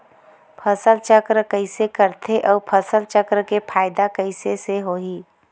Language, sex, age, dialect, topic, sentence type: Chhattisgarhi, female, 18-24, Western/Budati/Khatahi, agriculture, question